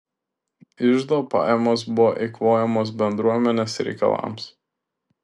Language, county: Lithuanian, Šiauliai